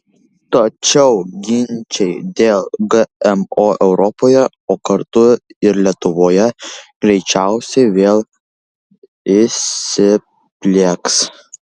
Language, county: Lithuanian, Kaunas